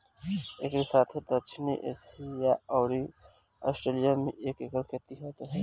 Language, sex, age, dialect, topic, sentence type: Bhojpuri, female, 18-24, Northern, agriculture, statement